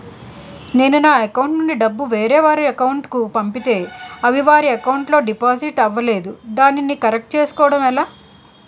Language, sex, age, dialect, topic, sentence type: Telugu, female, 46-50, Utterandhra, banking, question